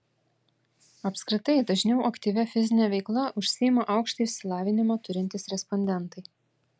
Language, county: Lithuanian, Vilnius